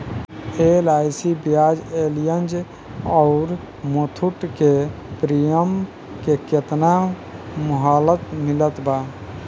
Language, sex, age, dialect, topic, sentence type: Bhojpuri, male, 31-35, Southern / Standard, banking, question